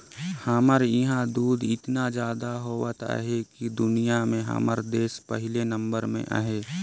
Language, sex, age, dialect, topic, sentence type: Chhattisgarhi, male, 18-24, Northern/Bhandar, agriculture, statement